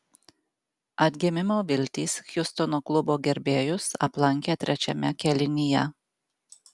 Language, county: Lithuanian, Alytus